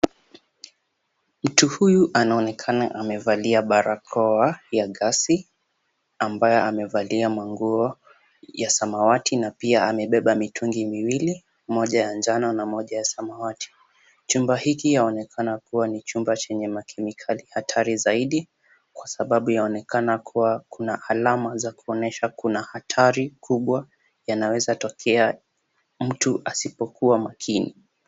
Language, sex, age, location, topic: Swahili, male, 18-24, Kisumu, health